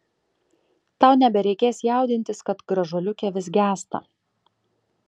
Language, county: Lithuanian, Kaunas